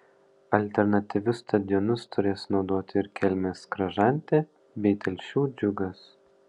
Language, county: Lithuanian, Panevėžys